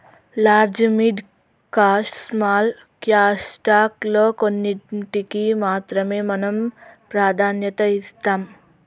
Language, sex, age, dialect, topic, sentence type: Telugu, female, 36-40, Telangana, banking, statement